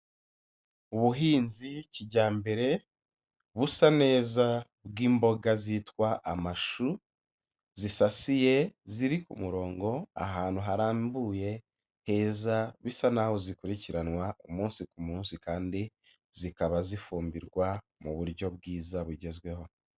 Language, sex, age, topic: Kinyarwanda, male, 25-35, agriculture